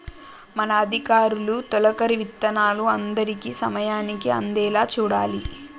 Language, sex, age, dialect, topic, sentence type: Telugu, female, 18-24, Telangana, agriculture, statement